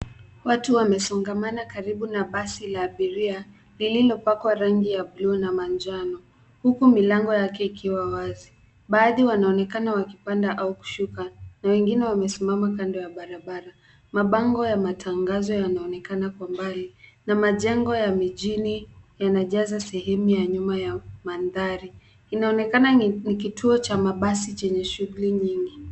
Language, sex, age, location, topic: Swahili, female, 18-24, Nairobi, government